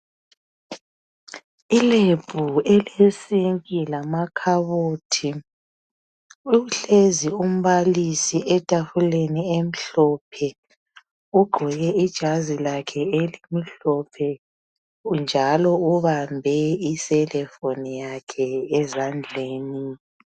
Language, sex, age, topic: North Ndebele, female, 50+, health